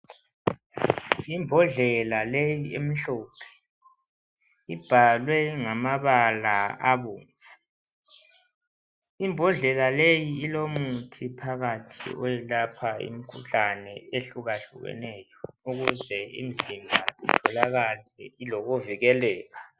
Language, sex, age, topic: North Ndebele, male, 18-24, health